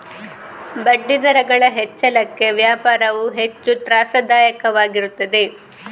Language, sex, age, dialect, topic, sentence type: Kannada, female, 25-30, Coastal/Dakshin, banking, statement